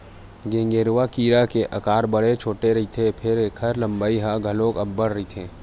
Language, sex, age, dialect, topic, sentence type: Chhattisgarhi, male, 25-30, Western/Budati/Khatahi, agriculture, statement